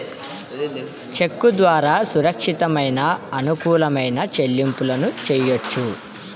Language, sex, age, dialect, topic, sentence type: Telugu, male, 18-24, Central/Coastal, banking, statement